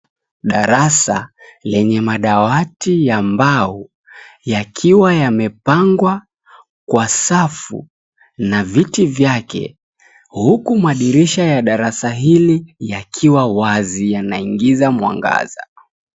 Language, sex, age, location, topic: Swahili, male, 25-35, Mombasa, education